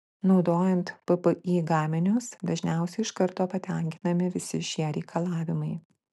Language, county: Lithuanian, Klaipėda